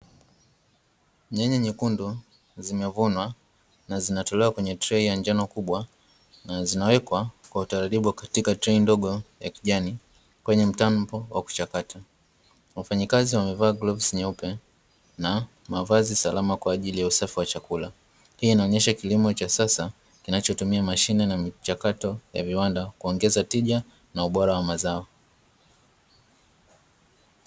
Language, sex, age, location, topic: Swahili, male, 25-35, Dar es Salaam, agriculture